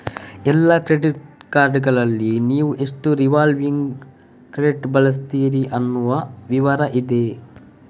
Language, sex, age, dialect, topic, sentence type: Kannada, male, 18-24, Coastal/Dakshin, banking, statement